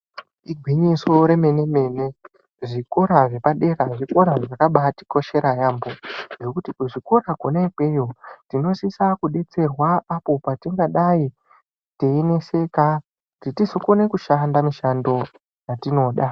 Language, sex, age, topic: Ndau, male, 25-35, education